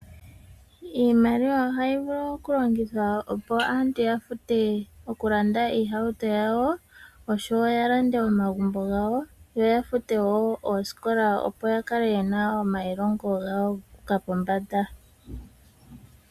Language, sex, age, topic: Oshiwambo, female, 25-35, finance